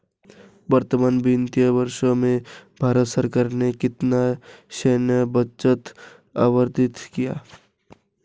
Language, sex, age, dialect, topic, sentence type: Hindi, female, 18-24, Marwari Dhudhari, banking, statement